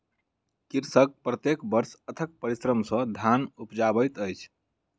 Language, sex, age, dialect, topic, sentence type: Maithili, male, 25-30, Southern/Standard, agriculture, statement